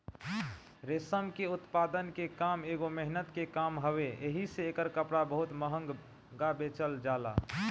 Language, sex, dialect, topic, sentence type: Bhojpuri, male, Northern, agriculture, statement